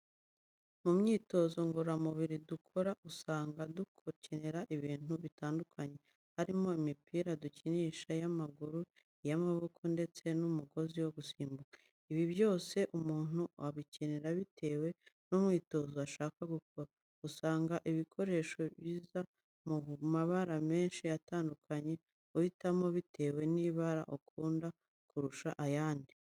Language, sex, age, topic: Kinyarwanda, female, 25-35, education